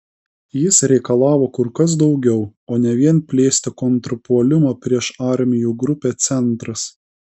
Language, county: Lithuanian, Kaunas